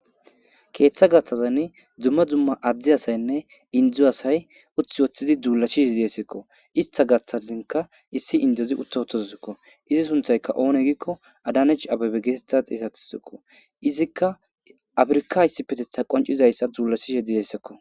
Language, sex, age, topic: Gamo, male, 18-24, government